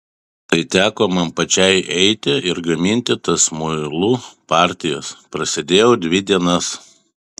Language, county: Lithuanian, Vilnius